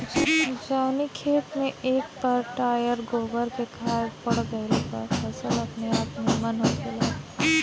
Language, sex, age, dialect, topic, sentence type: Bhojpuri, female, 18-24, Northern, agriculture, statement